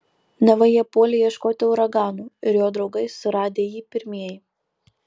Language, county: Lithuanian, Marijampolė